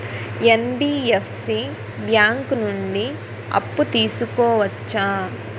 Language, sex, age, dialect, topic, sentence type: Telugu, female, 18-24, Utterandhra, banking, question